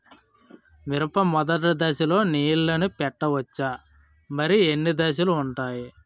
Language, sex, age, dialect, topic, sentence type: Telugu, male, 36-40, Utterandhra, agriculture, question